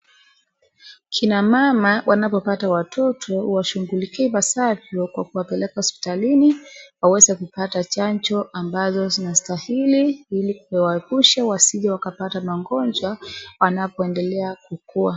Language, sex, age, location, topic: Swahili, female, 25-35, Wajir, health